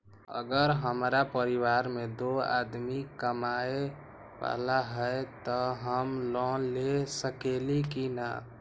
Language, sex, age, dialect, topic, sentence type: Magahi, male, 18-24, Western, banking, question